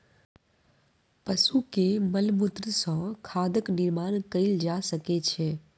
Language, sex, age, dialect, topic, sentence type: Maithili, female, 25-30, Southern/Standard, agriculture, statement